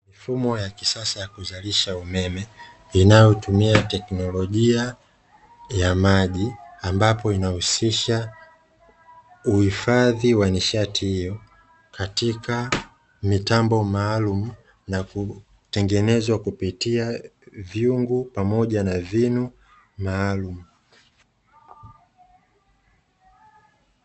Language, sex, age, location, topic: Swahili, male, 25-35, Dar es Salaam, government